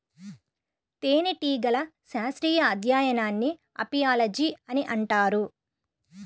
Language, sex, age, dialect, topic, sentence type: Telugu, female, 31-35, Central/Coastal, agriculture, statement